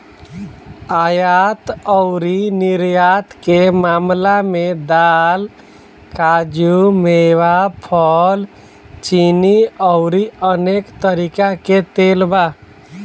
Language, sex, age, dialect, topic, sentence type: Bhojpuri, male, 25-30, Southern / Standard, agriculture, statement